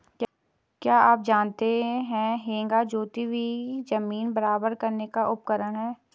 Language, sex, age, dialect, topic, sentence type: Hindi, female, 18-24, Garhwali, agriculture, statement